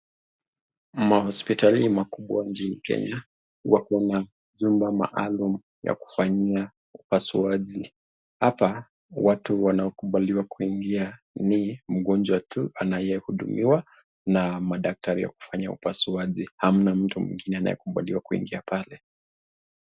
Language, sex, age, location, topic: Swahili, male, 25-35, Nakuru, health